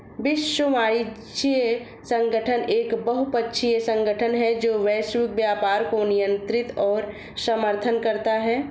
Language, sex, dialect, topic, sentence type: Hindi, female, Marwari Dhudhari, banking, statement